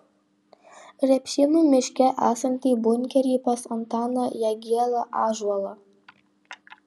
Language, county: Lithuanian, Panevėžys